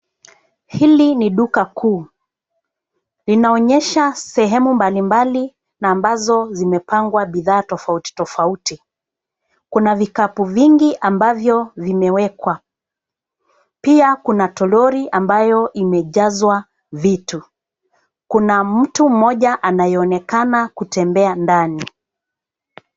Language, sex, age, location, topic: Swahili, female, 36-49, Nairobi, finance